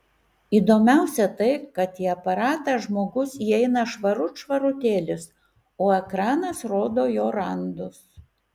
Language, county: Lithuanian, Kaunas